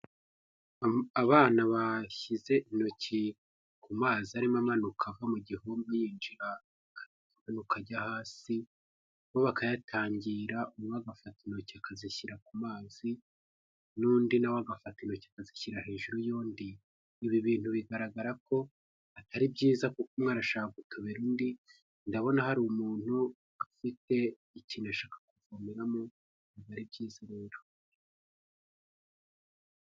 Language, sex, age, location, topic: Kinyarwanda, male, 25-35, Huye, health